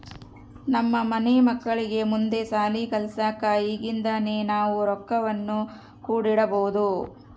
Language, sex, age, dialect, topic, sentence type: Kannada, female, 31-35, Central, banking, statement